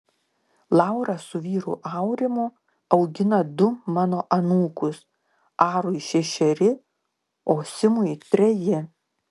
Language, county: Lithuanian, Klaipėda